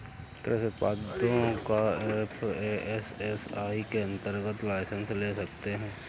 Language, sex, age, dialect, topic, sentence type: Hindi, male, 41-45, Awadhi Bundeli, agriculture, statement